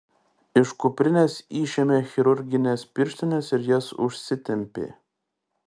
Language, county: Lithuanian, Klaipėda